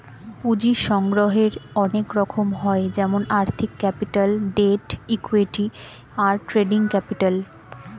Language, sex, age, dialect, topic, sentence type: Bengali, female, 25-30, Standard Colloquial, banking, statement